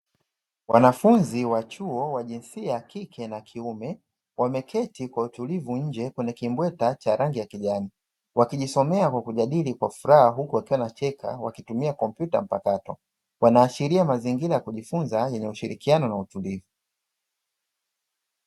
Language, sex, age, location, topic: Swahili, male, 25-35, Dar es Salaam, education